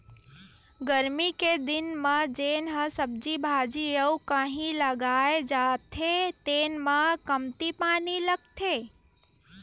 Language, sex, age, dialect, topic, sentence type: Chhattisgarhi, female, 18-24, Western/Budati/Khatahi, agriculture, statement